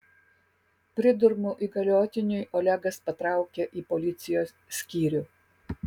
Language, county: Lithuanian, Kaunas